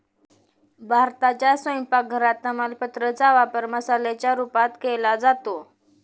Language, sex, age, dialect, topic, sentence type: Marathi, female, 18-24, Northern Konkan, agriculture, statement